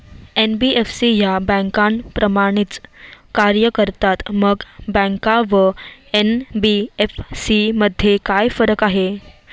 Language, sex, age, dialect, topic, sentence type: Marathi, female, 18-24, Standard Marathi, banking, question